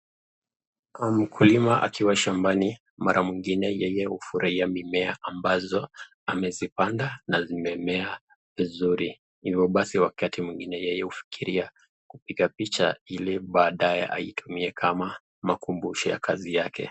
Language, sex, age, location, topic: Swahili, male, 25-35, Nakuru, agriculture